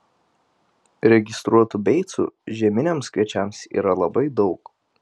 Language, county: Lithuanian, Telšiai